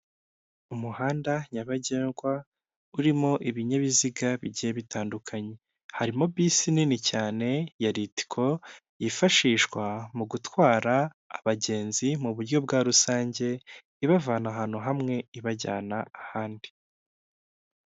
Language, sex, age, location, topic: Kinyarwanda, male, 25-35, Kigali, government